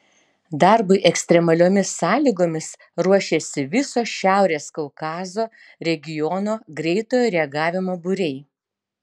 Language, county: Lithuanian, Utena